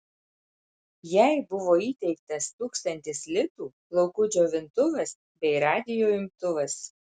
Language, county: Lithuanian, Marijampolė